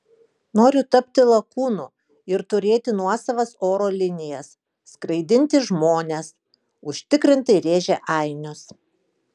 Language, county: Lithuanian, Kaunas